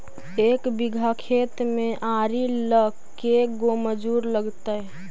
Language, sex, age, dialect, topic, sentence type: Magahi, female, 25-30, Central/Standard, agriculture, question